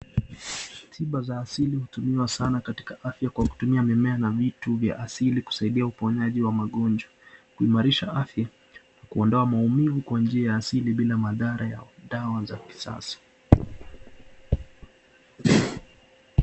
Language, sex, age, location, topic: Swahili, male, 25-35, Nakuru, health